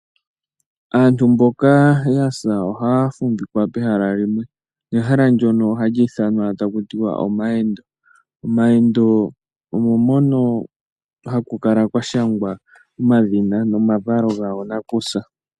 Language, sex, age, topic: Oshiwambo, male, 18-24, agriculture